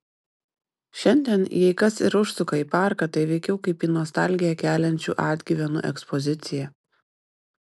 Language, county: Lithuanian, Panevėžys